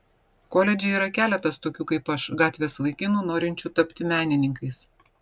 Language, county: Lithuanian, Vilnius